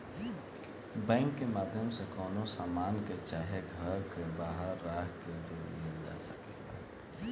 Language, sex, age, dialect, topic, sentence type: Bhojpuri, male, 18-24, Southern / Standard, banking, statement